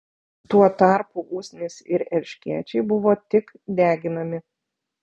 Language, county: Lithuanian, Vilnius